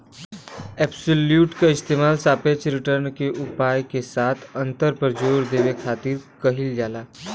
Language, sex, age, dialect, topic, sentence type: Bhojpuri, male, 18-24, Western, banking, statement